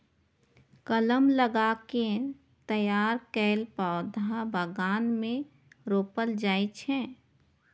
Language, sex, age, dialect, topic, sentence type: Maithili, female, 31-35, Eastern / Thethi, agriculture, statement